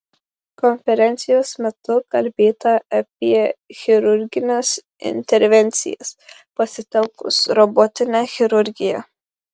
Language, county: Lithuanian, Marijampolė